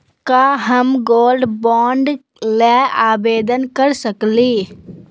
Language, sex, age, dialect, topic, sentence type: Magahi, female, 18-24, Southern, banking, question